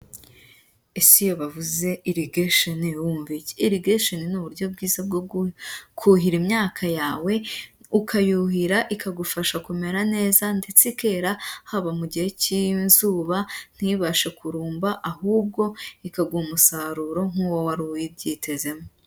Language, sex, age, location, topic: Kinyarwanda, female, 18-24, Huye, agriculture